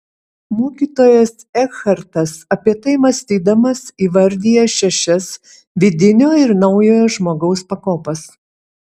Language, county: Lithuanian, Utena